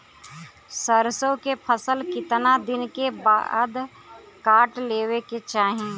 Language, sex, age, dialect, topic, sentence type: Bhojpuri, female, 31-35, Western, agriculture, question